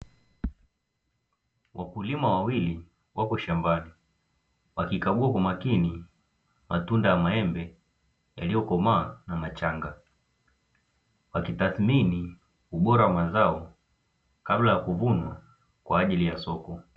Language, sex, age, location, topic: Swahili, male, 18-24, Dar es Salaam, agriculture